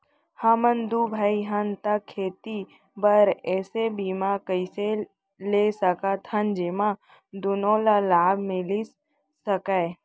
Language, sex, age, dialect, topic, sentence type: Chhattisgarhi, female, 18-24, Central, agriculture, question